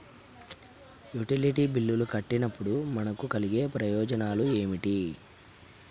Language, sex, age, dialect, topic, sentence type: Telugu, male, 31-35, Telangana, banking, question